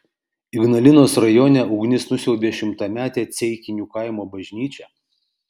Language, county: Lithuanian, Kaunas